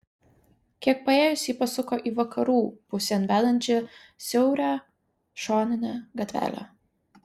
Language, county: Lithuanian, Vilnius